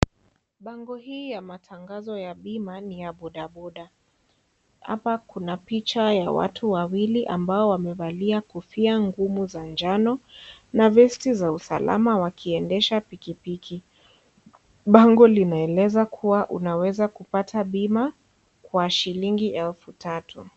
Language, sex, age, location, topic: Swahili, female, 50+, Kisii, finance